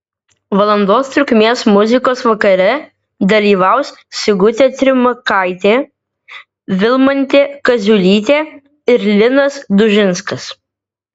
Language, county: Lithuanian, Vilnius